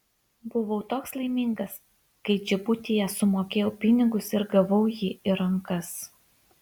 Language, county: Lithuanian, Kaunas